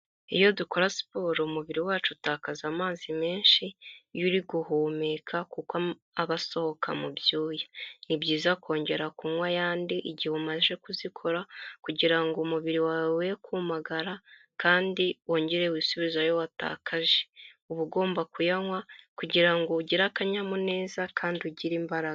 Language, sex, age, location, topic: Kinyarwanda, female, 25-35, Kigali, health